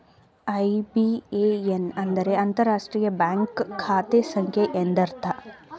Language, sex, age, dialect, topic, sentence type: Kannada, female, 18-24, Mysore Kannada, banking, statement